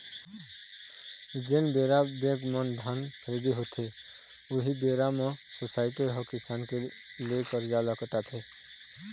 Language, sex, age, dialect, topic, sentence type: Chhattisgarhi, male, 25-30, Eastern, banking, statement